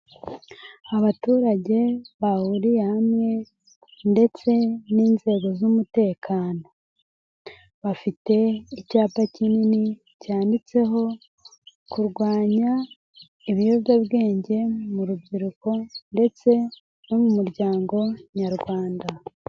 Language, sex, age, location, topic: Kinyarwanda, female, 18-24, Nyagatare, health